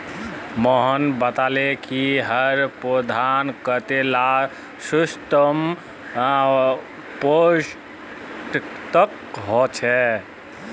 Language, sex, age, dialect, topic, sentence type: Magahi, male, 18-24, Northeastern/Surjapuri, agriculture, statement